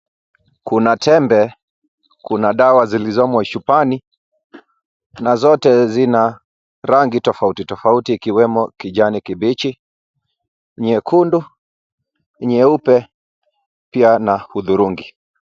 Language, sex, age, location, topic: Swahili, male, 18-24, Kisumu, health